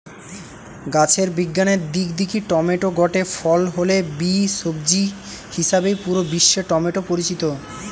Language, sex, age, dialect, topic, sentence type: Bengali, male, 18-24, Western, agriculture, statement